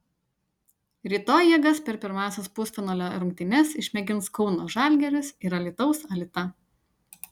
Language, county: Lithuanian, Utena